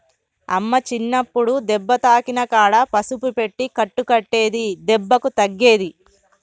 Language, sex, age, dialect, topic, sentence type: Telugu, female, 31-35, Telangana, agriculture, statement